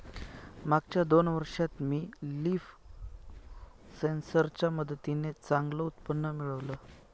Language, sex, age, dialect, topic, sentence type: Marathi, male, 31-35, Northern Konkan, agriculture, statement